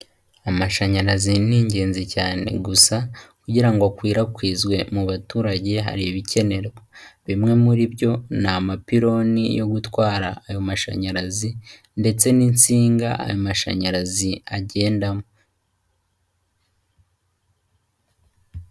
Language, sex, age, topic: Kinyarwanda, male, 18-24, government